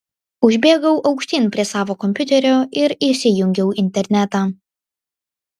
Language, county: Lithuanian, Vilnius